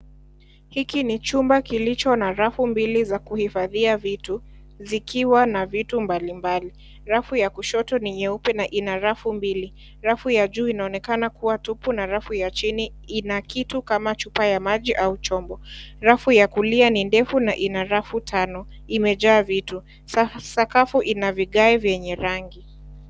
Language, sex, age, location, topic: Swahili, female, 18-24, Kisii, education